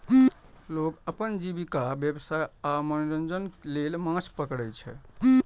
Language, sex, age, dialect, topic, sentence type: Maithili, male, 31-35, Eastern / Thethi, agriculture, statement